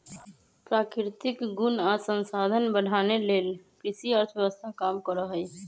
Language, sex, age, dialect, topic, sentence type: Magahi, female, 25-30, Western, agriculture, statement